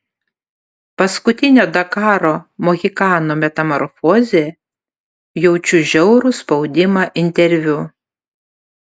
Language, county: Lithuanian, Panevėžys